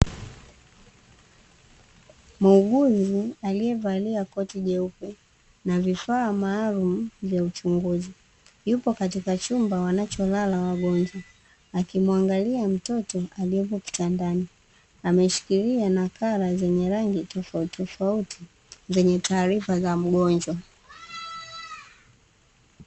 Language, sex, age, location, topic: Swahili, female, 25-35, Dar es Salaam, health